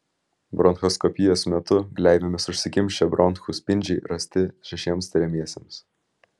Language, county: Lithuanian, Vilnius